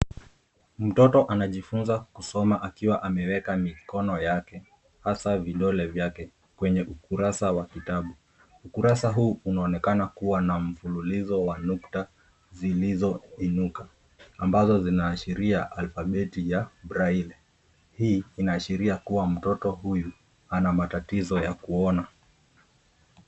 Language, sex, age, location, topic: Swahili, male, 25-35, Nairobi, education